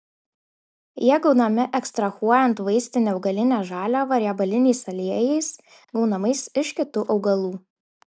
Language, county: Lithuanian, Šiauliai